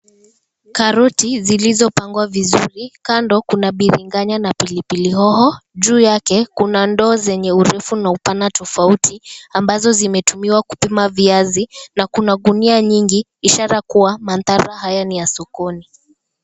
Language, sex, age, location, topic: Swahili, female, 36-49, Kisii, finance